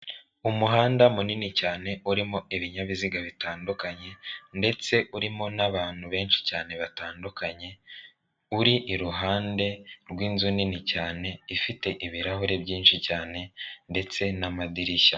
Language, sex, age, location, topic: Kinyarwanda, male, 36-49, Kigali, finance